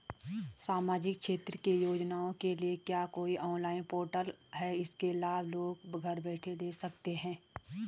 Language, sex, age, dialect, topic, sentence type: Hindi, female, 36-40, Garhwali, banking, question